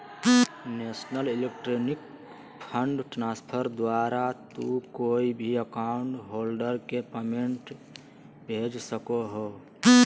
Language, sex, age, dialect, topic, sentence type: Magahi, male, 36-40, Southern, banking, statement